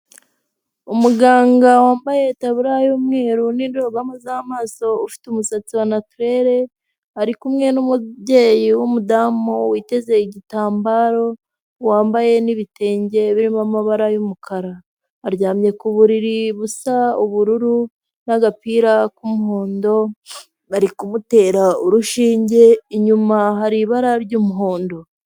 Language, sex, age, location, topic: Kinyarwanda, female, 25-35, Huye, health